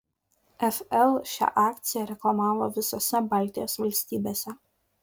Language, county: Lithuanian, Šiauliai